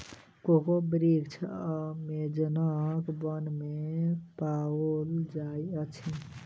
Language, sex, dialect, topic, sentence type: Maithili, male, Southern/Standard, agriculture, statement